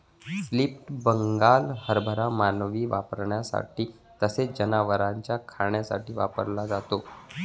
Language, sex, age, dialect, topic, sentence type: Marathi, male, 25-30, Varhadi, agriculture, statement